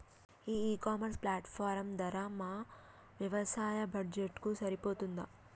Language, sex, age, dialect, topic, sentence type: Telugu, female, 25-30, Telangana, agriculture, question